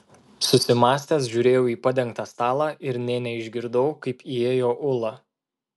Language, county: Lithuanian, Marijampolė